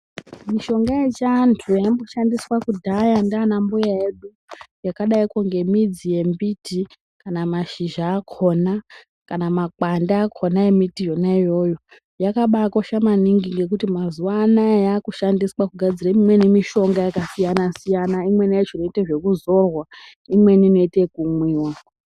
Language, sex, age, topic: Ndau, female, 18-24, health